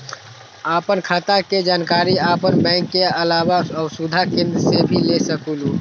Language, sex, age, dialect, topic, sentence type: Magahi, male, 18-24, Western, banking, question